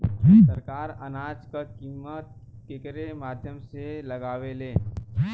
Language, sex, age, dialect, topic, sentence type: Bhojpuri, male, 18-24, Western, agriculture, question